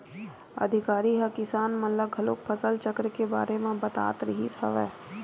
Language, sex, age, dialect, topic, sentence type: Chhattisgarhi, female, 18-24, Western/Budati/Khatahi, agriculture, statement